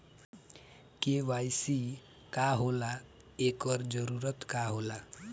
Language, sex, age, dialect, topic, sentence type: Bhojpuri, male, 18-24, Northern, banking, question